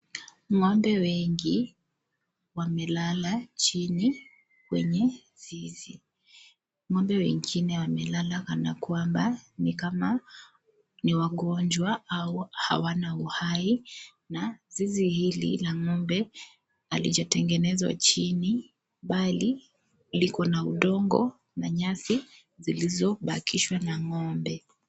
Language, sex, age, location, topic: Swahili, female, 25-35, Kisii, agriculture